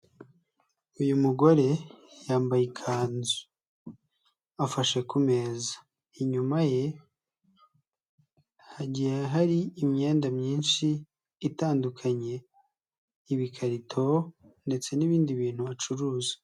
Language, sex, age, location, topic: Kinyarwanda, male, 25-35, Nyagatare, finance